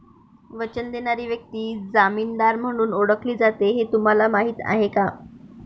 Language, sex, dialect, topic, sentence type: Marathi, female, Varhadi, banking, statement